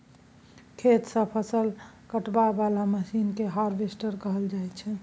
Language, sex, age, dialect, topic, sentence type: Maithili, female, 36-40, Bajjika, agriculture, statement